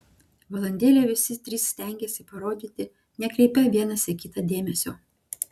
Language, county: Lithuanian, Klaipėda